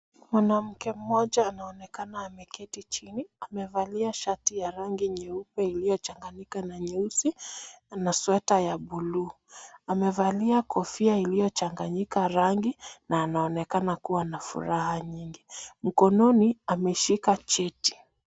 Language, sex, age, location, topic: Swahili, female, 25-35, Nairobi, education